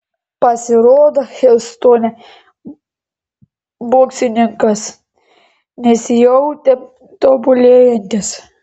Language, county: Lithuanian, Panevėžys